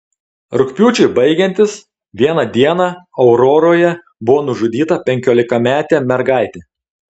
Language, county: Lithuanian, Telšiai